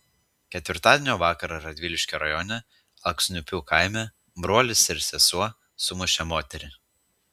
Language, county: Lithuanian, Utena